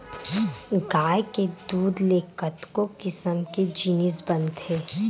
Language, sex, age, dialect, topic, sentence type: Chhattisgarhi, female, 18-24, Western/Budati/Khatahi, agriculture, statement